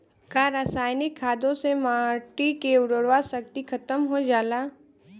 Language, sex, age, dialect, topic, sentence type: Bhojpuri, female, 18-24, Western, agriculture, question